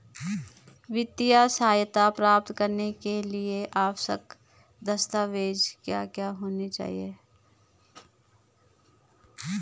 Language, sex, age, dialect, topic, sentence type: Hindi, female, 36-40, Garhwali, agriculture, question